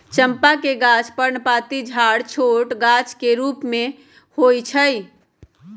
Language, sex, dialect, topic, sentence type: Magahi, male, Western, agriculture, statement